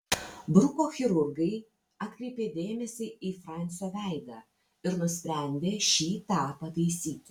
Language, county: Lithuanian, Vilnius